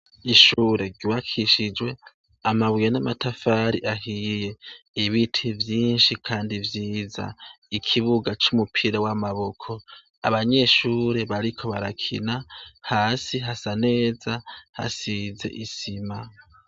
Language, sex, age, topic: Rundi, male, 18-24, education